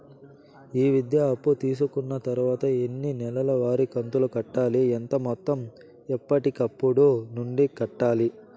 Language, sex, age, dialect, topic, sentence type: Telugu, male, 18-24, Southern, banking, question